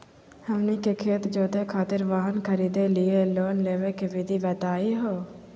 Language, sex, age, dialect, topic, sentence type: Magahi, female, 25-30, Southern, banking, question